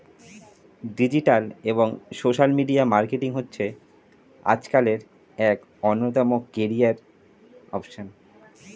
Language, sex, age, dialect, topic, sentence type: Bengali, male, 31-35, Standard Colloquial, banking, statement